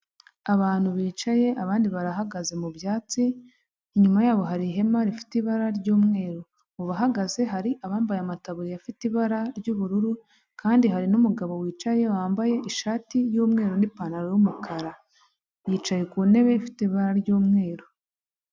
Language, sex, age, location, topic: Kinyarwanda, female, 25-35, Huye, health